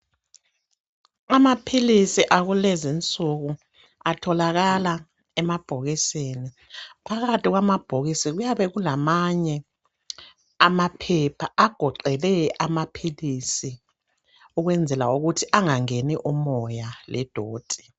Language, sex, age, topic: North Ndebele, male, 50+, health